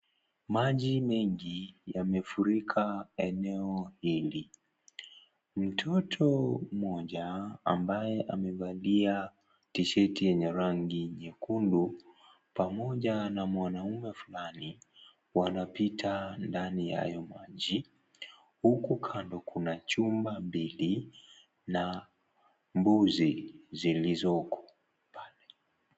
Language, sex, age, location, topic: Swahili, male, 18-24, Kisii, health